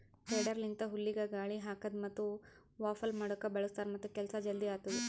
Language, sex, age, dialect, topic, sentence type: Kannada, male, 25-30, Northeastern, agriculture, statement